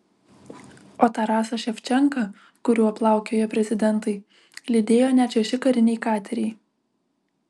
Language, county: Lithuanian, Vilnius